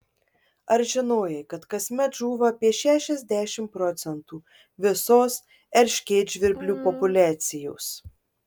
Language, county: Lithuanian, Marijampolė